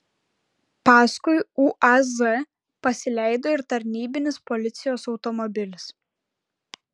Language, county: Lithuanian, Klaipėda